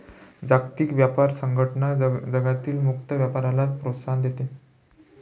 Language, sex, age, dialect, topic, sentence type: Marathi, male, 56-60, Northern Konkan, banking, statement